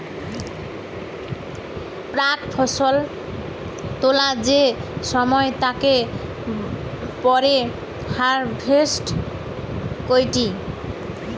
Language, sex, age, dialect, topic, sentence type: Bengali, female, 25-30, Western, agriculture, statement